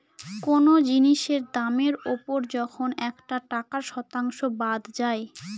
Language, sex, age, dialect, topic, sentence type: Bengali, female, 18-24, Northern/Varendri, banking, statement